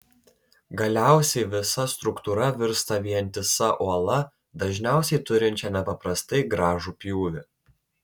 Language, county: Lithuanian, Telšiai